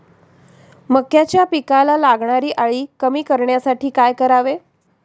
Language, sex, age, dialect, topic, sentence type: Marathi, female, 36-40, Standard Marathi, agriculture, question